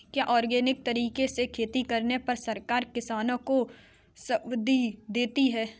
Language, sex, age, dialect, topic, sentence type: Hindi, female, 18-24, Kanauji Braj Bhasha, agriculture, question